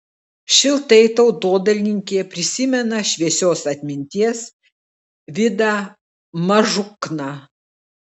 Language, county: Lithuanian, Klaipėda